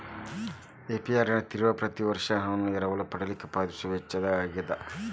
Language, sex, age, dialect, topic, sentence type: Kannada, male, 36-40, Dharwad Kannada, banking, statement